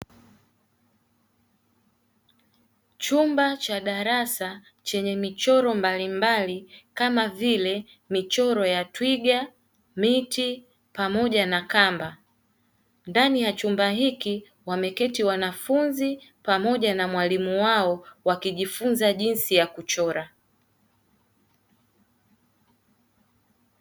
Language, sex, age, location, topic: Swahili, female, 18-24, Dar es Salaam, education